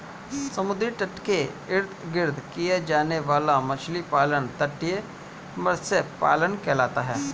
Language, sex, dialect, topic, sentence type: Hindi, male, Hindustani Malvi Khadi Boli, agriculture, statement